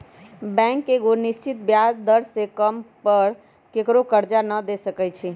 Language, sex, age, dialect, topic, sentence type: Magahi, male, 18-24, Western, banking, statement